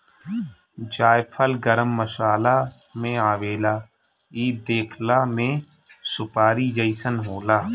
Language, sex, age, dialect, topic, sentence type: Bhojpuri, male, 25-30, Northern, agriculture, statement